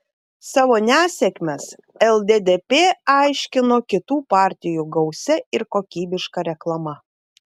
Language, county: Lithuanian, Vilnius